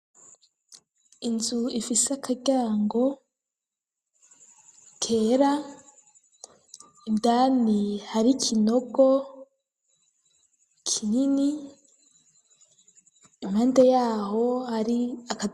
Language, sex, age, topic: Rundi, female, 25-35, education